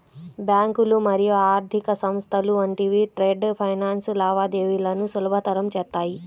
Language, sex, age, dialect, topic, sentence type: Telugu, female, 31-35, Central/Coastal, banking, statement